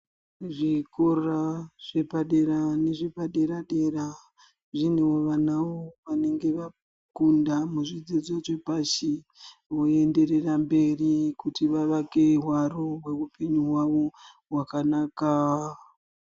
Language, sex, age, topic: Ndau, female, 36-49, education